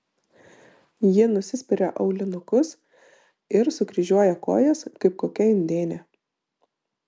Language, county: Lithuanian, Vilnius